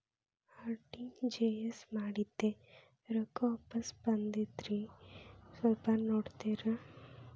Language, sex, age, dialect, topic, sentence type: Kannada, male, 25-30, Dharwad Kannada, banking, question